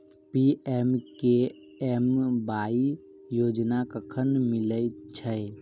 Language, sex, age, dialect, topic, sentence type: Maithili, male, 51-55, Southern/Standard, agriculture, question